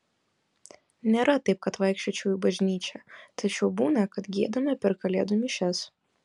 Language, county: Lithuanian, Vilnius